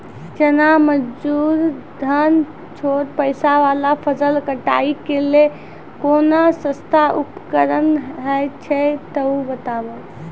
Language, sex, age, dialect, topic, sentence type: Maithili, female, 25-30, Angika, agriculture, question